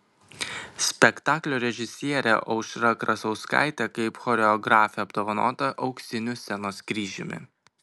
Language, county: Lithuanian, Kaunas